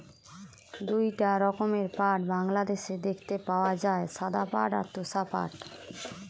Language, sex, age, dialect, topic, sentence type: Bengali, female, 25-30, Western, agriculture, statement